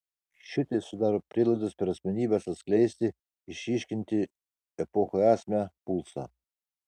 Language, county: Lithuanian, Kaunas